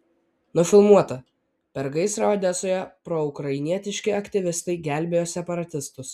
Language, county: Lithuanian, Vilnius